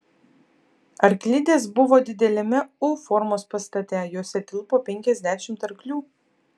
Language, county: Lithuanian, Vilnius